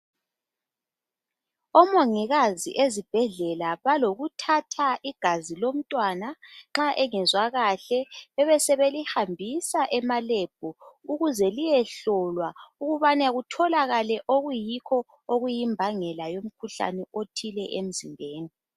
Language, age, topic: North Ndebele, 25-35, health